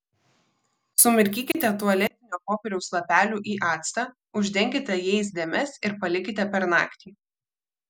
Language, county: Lithuanian, Vilnius